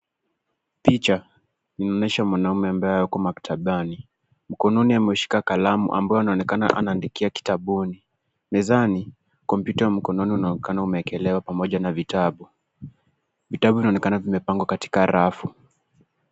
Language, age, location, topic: Swahili, 18-24, Nairobi, education